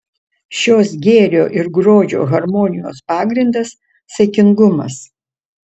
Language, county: Lithuanian, Utena